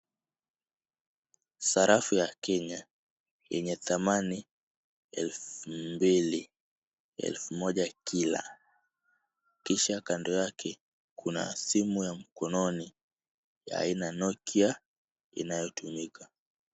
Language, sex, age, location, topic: Swahili, male, 18-24, Kisumu, finance